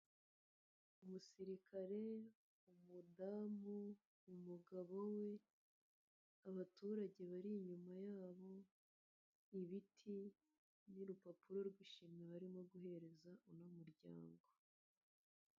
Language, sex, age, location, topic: Kinyarwanda, female, 25-35, Nyagatare, government